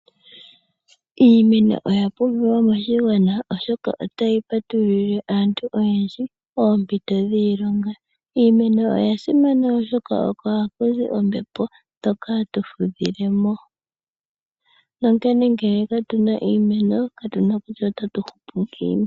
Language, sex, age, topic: Oshiwambo, female, 25-35, agriculture